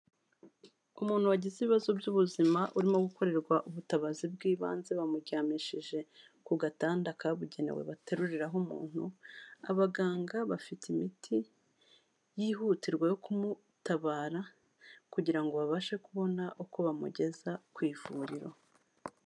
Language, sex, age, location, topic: Kinyarwanda, female, 36-49, Kigali, health